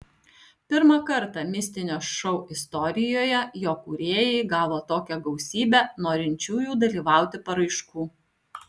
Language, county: Lithuanian, Alytus